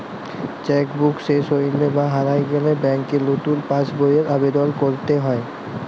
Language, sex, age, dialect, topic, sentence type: Bengali, male, 18-24, Jharkhandi, banking, statement